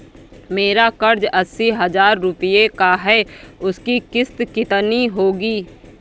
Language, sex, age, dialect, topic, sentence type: Hindi, female, 25-30, Awadhi Bundeli, banking, question